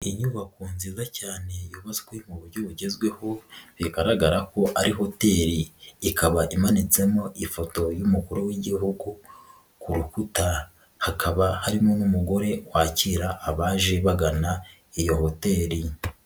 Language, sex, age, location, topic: Kinyarwanda, female, 36-49, Nyagatare, finance